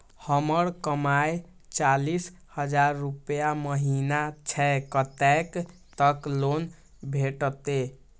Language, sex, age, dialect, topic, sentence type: Maithili, male, 18-24, Eastern / Thethi, banking, question